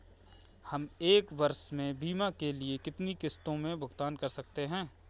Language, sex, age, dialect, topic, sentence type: Hindi, male, 25-30, Awadhi Bundeli, banking, question